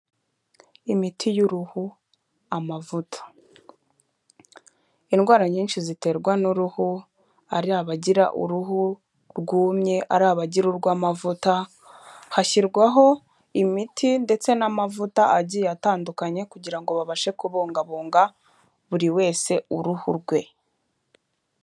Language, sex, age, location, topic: Kinyarwanda, female, 25-35, Kigali, health